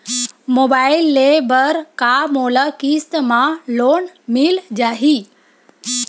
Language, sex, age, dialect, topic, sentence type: Chhattisgarhi, female, 25-30, Western/Budati/Khatahi, banking, question